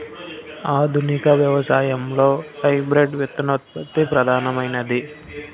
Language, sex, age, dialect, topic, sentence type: Telugu, male, 18-24, Central/Coastal, agriculture, statement